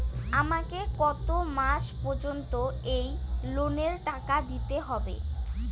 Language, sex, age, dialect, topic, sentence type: Bengali, male, 18-24, Rajbangshi, banking, question